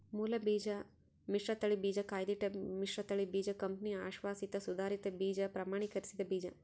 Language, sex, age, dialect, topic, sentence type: Kannada, female, 18-24, Central, agriculture, statement